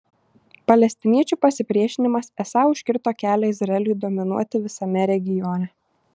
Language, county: Lithuanian, Šiauliai